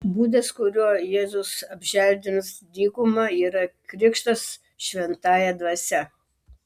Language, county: Lithuanian, Vilnius